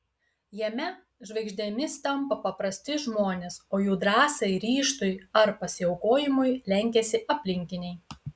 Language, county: Lithuanian, Utena